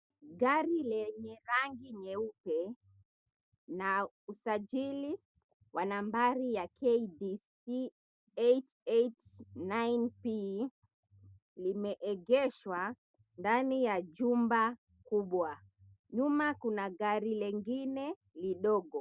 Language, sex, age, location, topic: Swahili, female, 25-35, Mombasa, finance